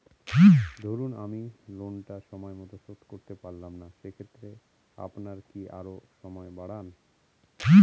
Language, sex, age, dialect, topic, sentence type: Bengali, male, 31-35, Northern/Varendri, banking, question